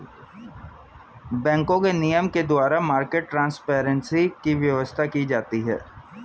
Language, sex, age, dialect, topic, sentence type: Hindi, male, 25-30, Hindustani Malvi Khadi Boli, banking, statement